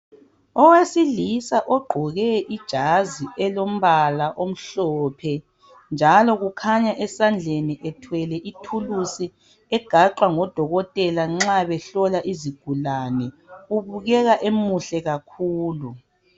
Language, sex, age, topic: North Ndebele, female, 25-35, health